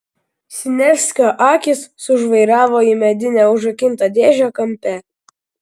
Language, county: Lithuanian, Vilnius